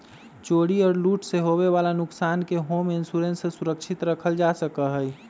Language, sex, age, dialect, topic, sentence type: Magahi, male, 25-30, Western, banking, statement